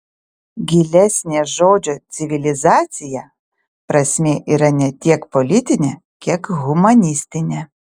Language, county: Lithuanian, Utena